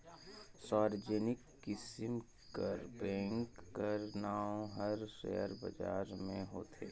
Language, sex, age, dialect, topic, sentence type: Chhattisgarhi, male, 25-30, Northern/Bhandar, banking, statement